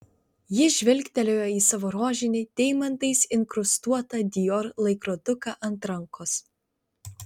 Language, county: Lithuanian, Vilnius